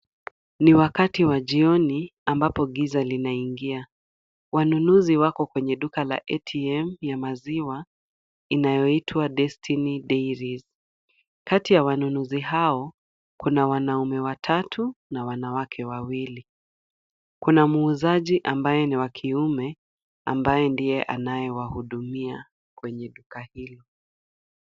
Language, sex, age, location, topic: Swahili, female, 25-35, Kisumu, agriculture